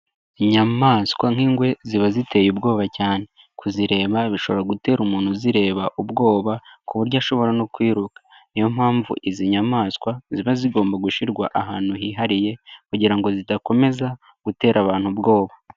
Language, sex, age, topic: Kinyarwanda, male, 18-24, agriculture